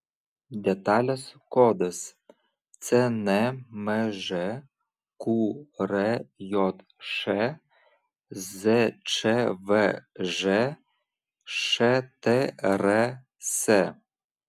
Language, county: Lithuanian, Vilnius